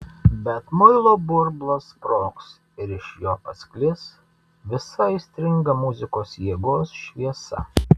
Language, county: Lithuanian, Vilnius